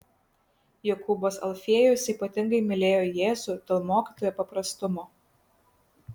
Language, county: Lithuanian, Kaunas